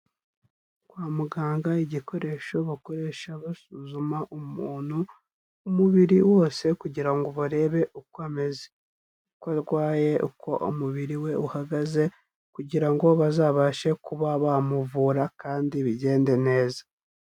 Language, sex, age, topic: Kinyarwanda, male, 18-24, health